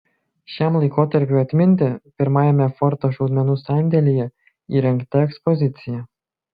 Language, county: Lithuanian, Kaunas